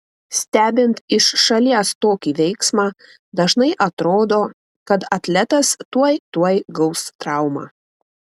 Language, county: Lithuanian, Panevėžys